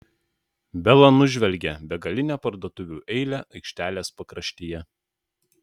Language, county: Lithuanian, Utena